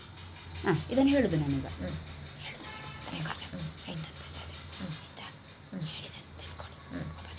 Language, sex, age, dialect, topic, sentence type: Kannada, male, 25-30, Coastal/Dakshin, banking, question